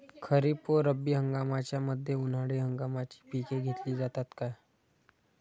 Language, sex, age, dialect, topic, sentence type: Marathi, male, 25-30, Standard Marathi, agriculture, question